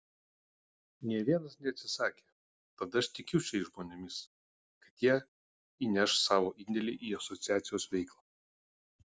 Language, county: Lithuanian, Utena